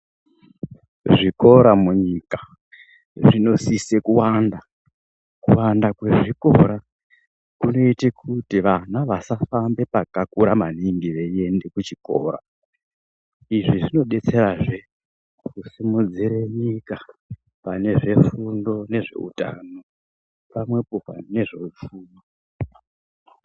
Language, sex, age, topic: Ndau, female, 36-49, education